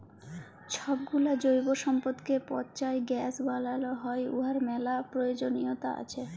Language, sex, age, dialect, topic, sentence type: Bengali, female, 31-35, Jharkhandi, agriculture, statement